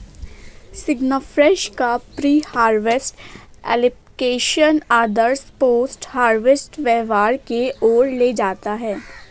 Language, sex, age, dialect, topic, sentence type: Hindi, female, 18-24, Awadhi Bundeli, agriculture, statement